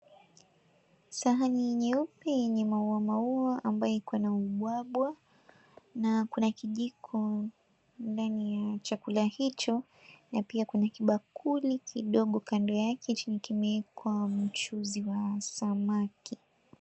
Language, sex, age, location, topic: Swahili, female, 18-24, Mombasa, agriculture